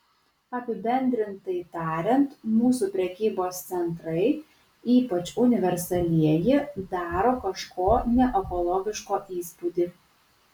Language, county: Lithuanian, Kaunas